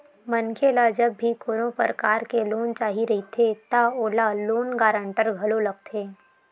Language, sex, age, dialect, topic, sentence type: Chhattisgarhi, female, 18-24, Western/Budati/Khatahi, banking, statement